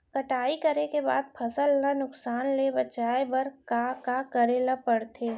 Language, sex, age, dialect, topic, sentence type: Chhattisgarhi, female, 60-100, Central, agriculture, question